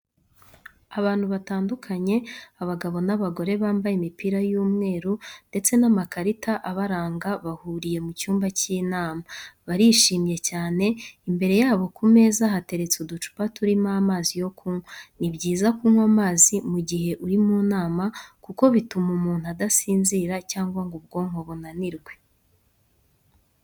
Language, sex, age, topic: Kinyarwanda, female, 25-35, education